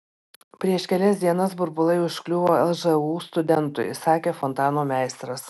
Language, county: Lithuanian, Panevėžys